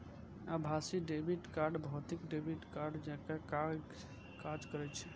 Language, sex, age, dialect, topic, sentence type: Maithili, male, 25-30, Eastern / Thethi, banking, statement